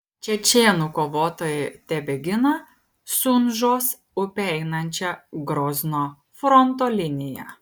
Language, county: Lithuanian, Kaunas